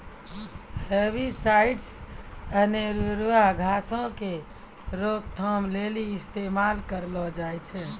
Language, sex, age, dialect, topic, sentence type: Maithili, male, 60-100, Angika, agriculture, statement